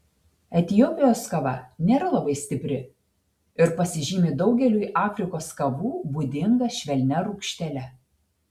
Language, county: Lithuanian, Telšiai